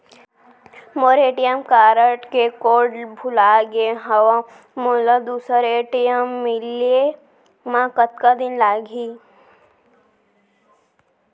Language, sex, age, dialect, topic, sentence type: Chhattisgarhi, female, 18-24, Central, banking, question